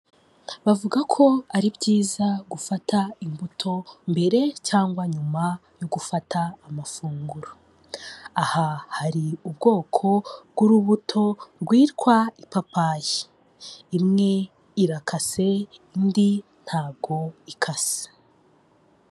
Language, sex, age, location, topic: Kinyarwanda, female, 25-35, Kigali, health